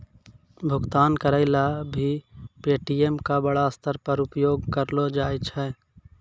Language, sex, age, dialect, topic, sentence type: Maithili, male, 56-60, Angika, banking, statement